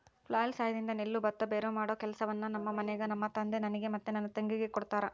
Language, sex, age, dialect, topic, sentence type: Kannada, female, 41-45, Central, agriculture, statement